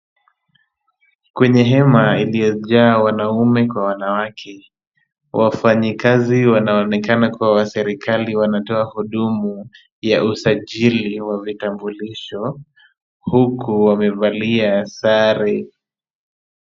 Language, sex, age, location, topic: Swahili, male, 25-35, Kisumu, government